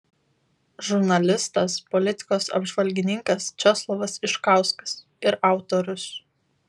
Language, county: Lithuanian, Vilnius